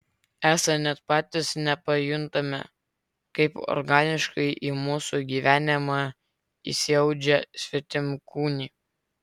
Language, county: Lithuanian, Vilnius